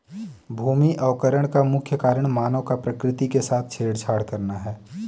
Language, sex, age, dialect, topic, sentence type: Hindi, male, 18-24, Kanauji Braj Bhasha, agriculture, statement